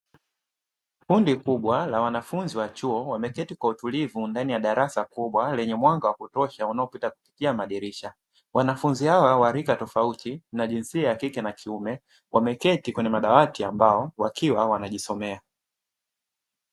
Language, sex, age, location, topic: Swahili, male, 25-35, Dar es Salaam, education